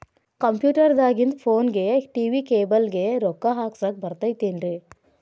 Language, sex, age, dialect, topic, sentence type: Kannada, female, 25-30, Dharwad Kannada, banking, question